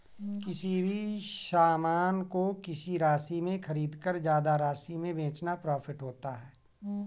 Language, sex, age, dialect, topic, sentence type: Hindi, male, 41-45, Kanauji Braj Bhasha, banking, statement